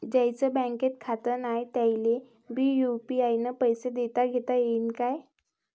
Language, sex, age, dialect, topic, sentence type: Marathi, male, 18-24, Varhadi, banking, question